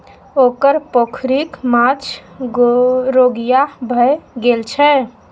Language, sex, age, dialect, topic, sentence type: Maithili, female, 60-100, Bajjika, agriculture, statement